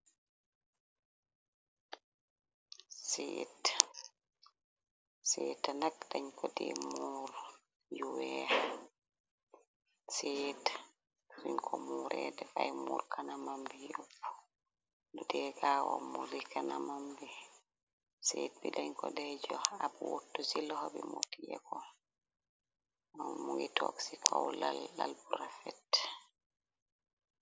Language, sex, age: Wolof, female, 25-35